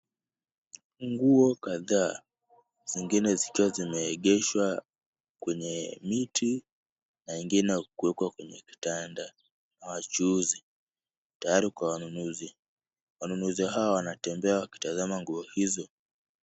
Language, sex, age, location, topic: Swahili, male, 18-24, Kisumu, finance